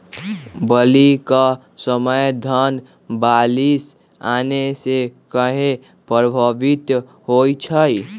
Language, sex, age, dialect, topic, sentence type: Magahi, male, 18-24, Western, agriculture, question